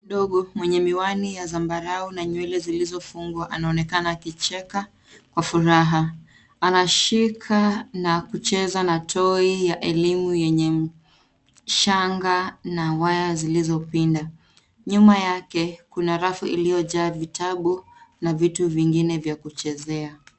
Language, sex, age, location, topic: Swahili, female, 25-35, Nairobi, education